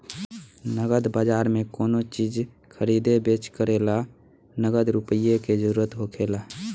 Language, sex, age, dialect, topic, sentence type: Bhojpuri, male, 18-24, Southern / Standard, banking, statement